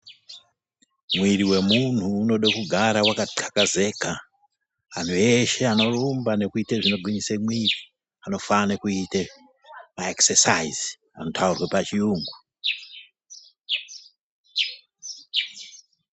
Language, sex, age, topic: Ndau, male, 50+, health